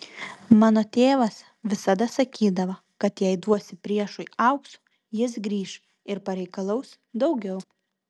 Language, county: Lithuanian, Vilnius